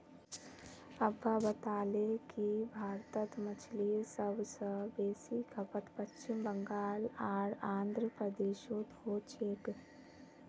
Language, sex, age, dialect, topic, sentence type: Magahi, female, 18-24, Northeastern/Surjapuri, agriculture, statement